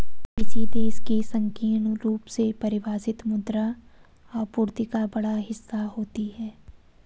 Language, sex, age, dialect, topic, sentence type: Hindi, female, 56-60, Marwari Dhudhari, banking, statement